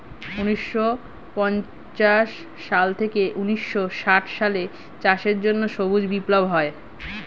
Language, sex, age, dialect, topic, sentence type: Bengali, female, 31-35, Standard Colloquial, agriculture, statement